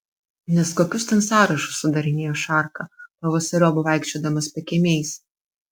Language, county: Lithuanian, Vilnius